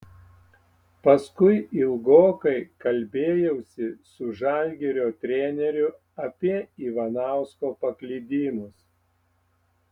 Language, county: Lithuanian, Panevėžys